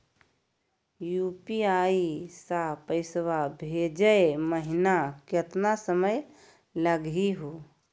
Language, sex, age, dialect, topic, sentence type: Magahi, female, 51-55, Southern, banking, question